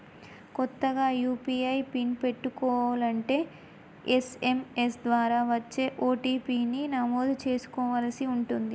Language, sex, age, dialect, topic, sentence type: Telugu, female, 25-30, Telangana, banking, statement